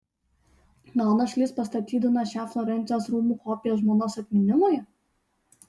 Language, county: Lithuanian, Utena